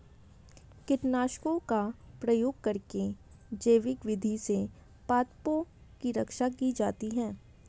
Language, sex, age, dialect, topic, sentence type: Hindi, female, 25-30, Hindustani Malvi Khadi Boli, agriculture, statement